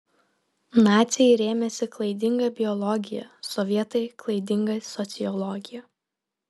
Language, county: Lithuanian, Vilnius